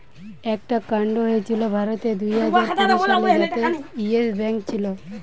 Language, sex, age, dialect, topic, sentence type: Bengali, female, 18-24, Western, banking, statement